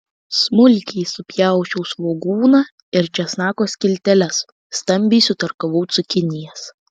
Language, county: Lithuanian, Vilnius